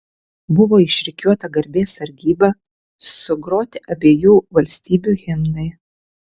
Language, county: Lithuanian, Vilnius